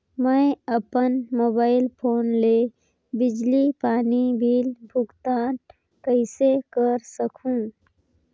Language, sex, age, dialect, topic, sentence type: Chhattisgarhi, female, 25-30, Northern/Bhandar, banking, question